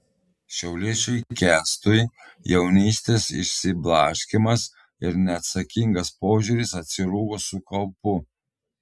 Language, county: Lithuanian, Telšiai